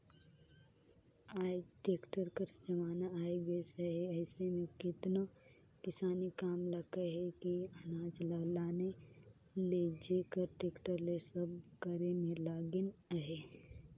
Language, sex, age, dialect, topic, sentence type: Chhattisgarhi, female, 18-24, Northern/Bhandar, agriculture, statement